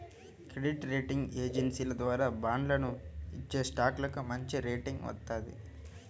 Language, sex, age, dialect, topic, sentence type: Telugu, male, 18-24, Central/Coastal, banking, statement